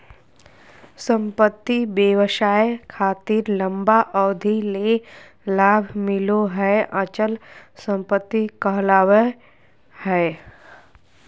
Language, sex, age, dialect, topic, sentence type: Magahi, female, 41-45, Southern, banking, statement